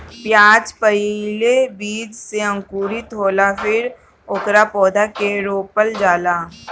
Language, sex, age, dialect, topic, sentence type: Bhojpuri, male, 31-35, Northern, agriculture, statement